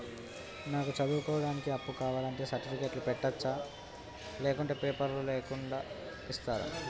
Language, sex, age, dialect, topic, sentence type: Telugu, male, 18-24, Telangana, banking, question